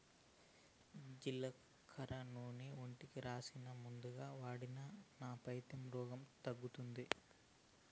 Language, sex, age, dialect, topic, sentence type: Telugu, male, 31-35, Southern, agriculture, statement